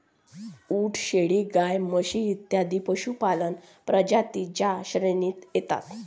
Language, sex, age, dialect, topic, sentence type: Marathi, female, 60-100, Varhadi, agriculture, statement